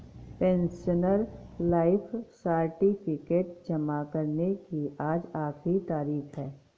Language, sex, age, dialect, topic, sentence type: Hindi, female, 51-55, Awadhi Bundeli, banking, statement